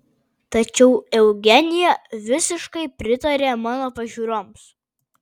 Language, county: Lithuanian, Kaunas